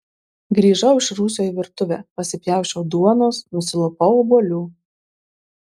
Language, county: Lithuanian, Marijampolė